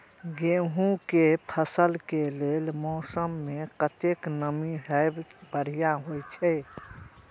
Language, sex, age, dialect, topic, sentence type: Maithili, female, 36-40, Eastern / Thethi, agriculture, question